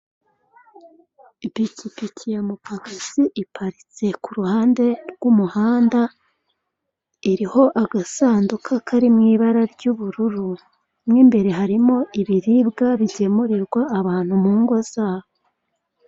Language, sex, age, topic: Kinyarwanda, female, 36-49, finance